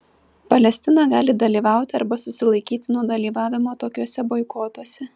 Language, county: Lithuanian, Vilnius